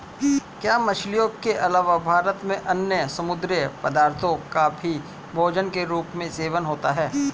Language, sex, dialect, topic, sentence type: Hindi, male, Hindustani Malvi Khadi Boli, agriculture, statement